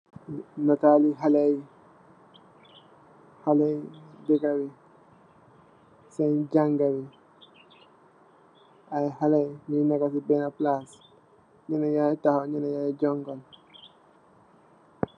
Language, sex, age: Wolof, male, 18-24